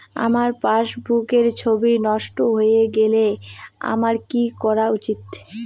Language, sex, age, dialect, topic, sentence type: Bengali, female, 18-24, Rajbangshi, banking, question